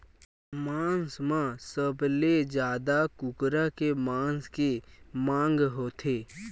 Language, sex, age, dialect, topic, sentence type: Chhattisgarhi, male, 18-24, Western/Budati/Khatahi, agriculture, statement